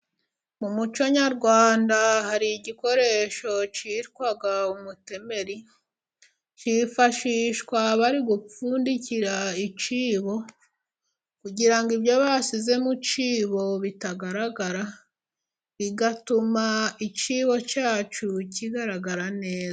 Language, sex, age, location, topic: Kinyarwanda, female, 25-35, Musanze, government